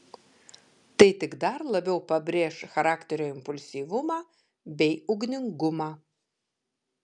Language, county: Lithuanian, Kaunas